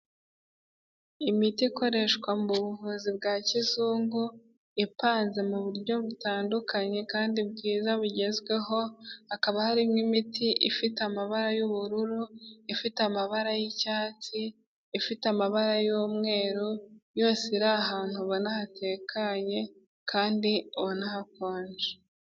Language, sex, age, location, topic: Kinyarwanda, female, 18-24, Kigali, health